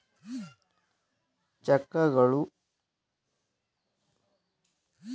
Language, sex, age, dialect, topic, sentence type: Kannada, male, 25-30, Mysore Kannada, banking, statement